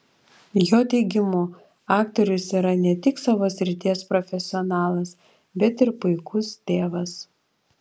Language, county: Lithuanian, Vilnius